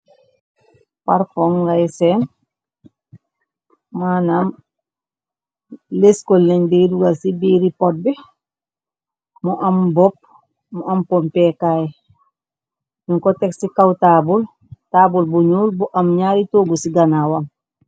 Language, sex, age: Wolof, male, 18-24